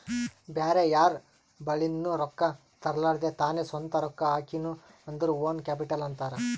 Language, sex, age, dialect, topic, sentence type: Kannada, male, 18-24, Northeastern, banking, statement